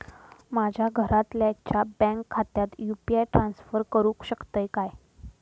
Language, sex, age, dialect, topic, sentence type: Marathi, female, 25-30, Southern Konkan, banking, question